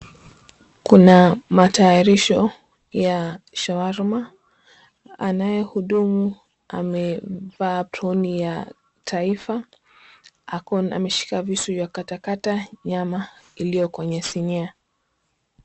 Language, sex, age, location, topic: Swahili, female, 25-35, Mombasa, agriculture